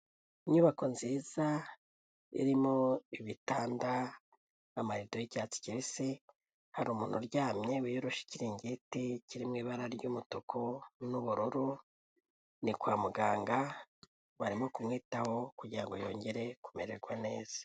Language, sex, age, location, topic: Kinyarwanda, female, 18-24, Kigali, health